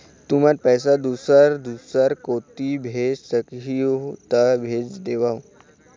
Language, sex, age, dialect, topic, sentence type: Chhattisgarhi, male, 18-24, Eastern, banking, question